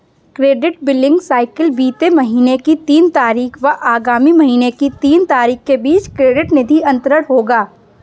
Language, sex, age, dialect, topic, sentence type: Hindi, female, 18-24, Kanauji Braj Bhasha, banking, statement